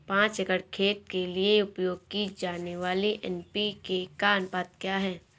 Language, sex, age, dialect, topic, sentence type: Hindi, female, 18-24, Awadhi Bundeli, agriculture, question